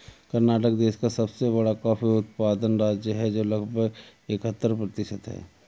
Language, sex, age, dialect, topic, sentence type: Hindi, male, 36-40, Marwari Dhudhari, agriculture, statement